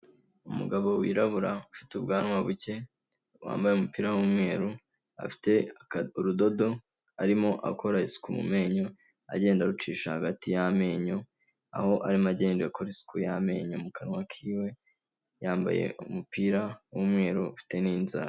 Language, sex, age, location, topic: Kinyarwanda, male, 25-35, Kigali, health